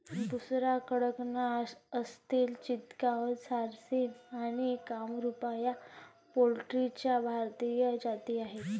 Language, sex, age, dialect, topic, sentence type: Marathi, female, 18-24, Varhadi, agriculture, statement